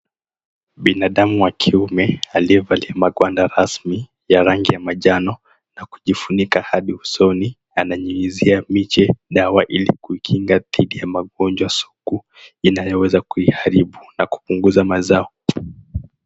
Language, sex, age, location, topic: Swahili, male, 18-24, Mombasa, health